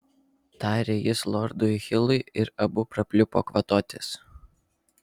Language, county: Lithuanian, Vilnius